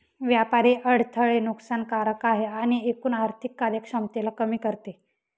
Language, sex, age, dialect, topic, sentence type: Marathi, female, 18-24, Northern Konkan, banking, statement